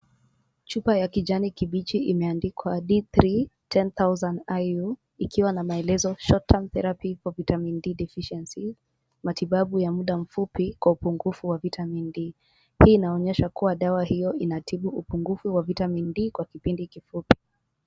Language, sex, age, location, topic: Swahili, female, 18-24, Kisumu, health